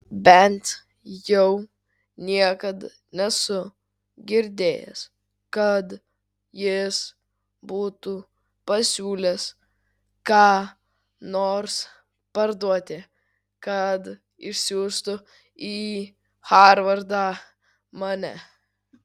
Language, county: Lithuanian, Kaunas